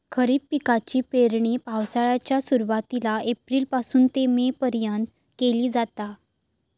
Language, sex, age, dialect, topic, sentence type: Marathi, female, 31-35, Southern Konkan, agriculture, statement